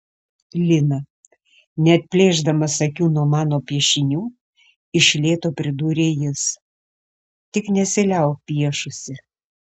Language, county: Lithuanian, Šiauliai